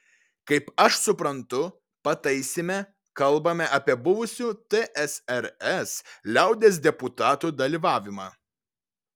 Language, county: Lithuanian, Vilnius